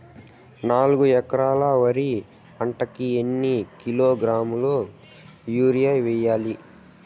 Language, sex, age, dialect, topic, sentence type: Telugu, male, 18-24, Southern, agriculture, question